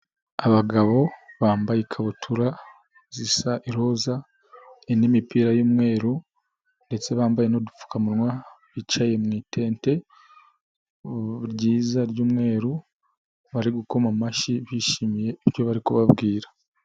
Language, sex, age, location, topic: Kinyarwanda, male, 25-35, Nyagatare, health